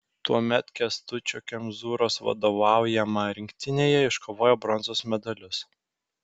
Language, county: Lithuanian, Vilnius